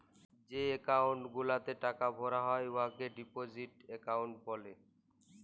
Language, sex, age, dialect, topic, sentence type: Bengali, male, 18-24, Jharkhandi, banking, statement